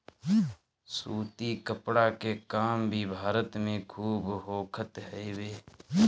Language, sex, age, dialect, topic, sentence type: Bhojpuri, male, 18-24, Northern, agriculture, statement